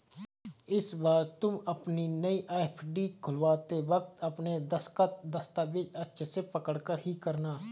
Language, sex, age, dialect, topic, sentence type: Hindi, male, 25-30, Marwari Dhudhari, banking, statement